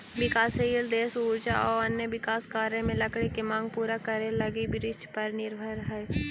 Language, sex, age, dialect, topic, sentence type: Magahi, female, 18-24, Central/Standard, banking, statement